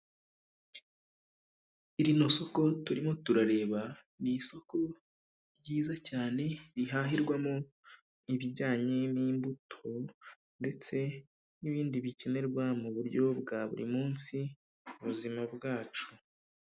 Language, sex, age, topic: Kinyarwanda, male, 25-35, finance